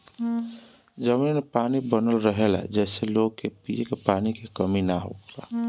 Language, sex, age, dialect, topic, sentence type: Bhojpuri, male, 36-40, Northern, agriculture, statement